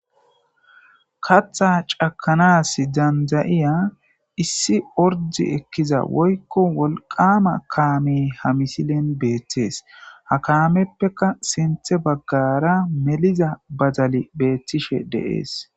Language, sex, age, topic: Gamo, male, 18-24, agriculture